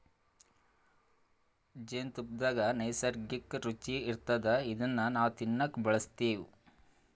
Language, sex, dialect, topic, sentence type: Kannada, male, Northeastern, agriculture, statement